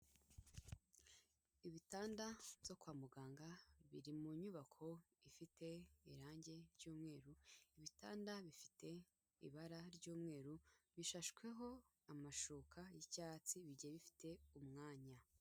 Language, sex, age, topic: Kinyarwanda, female, 18-24, health